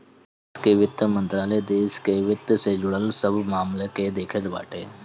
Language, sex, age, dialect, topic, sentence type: Bhojpuri, male, 25-30, Northern, banking, statement